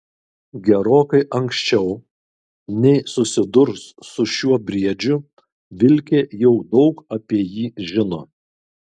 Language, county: Lithuanian, Kaunas